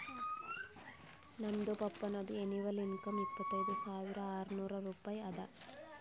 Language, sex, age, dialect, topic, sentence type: Kannada, female, 18-24, Northeastern, banking, statement